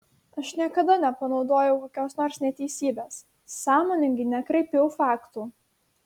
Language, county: Lithuanian, Šiauliai